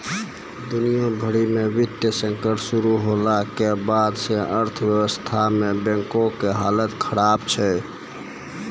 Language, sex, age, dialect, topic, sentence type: Maithili, male, 18-24, Angika, banking, statement